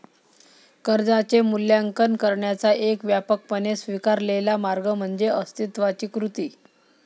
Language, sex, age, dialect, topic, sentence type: Marathi, female, 25-30, Varhadi, banking, statement